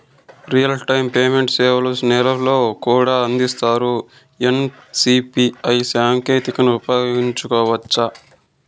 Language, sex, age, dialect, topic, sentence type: Telugu, male, 51-55, Southern, banking, question